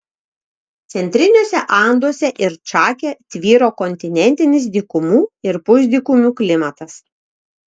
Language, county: Lithuanian, Vilnius